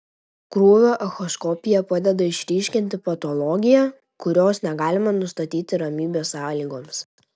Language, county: Lithuanian, Tauragė